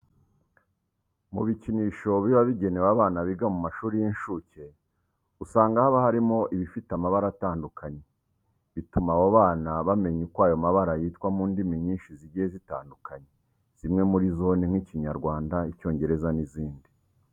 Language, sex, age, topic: Kinyarwanda, male, 36-49, education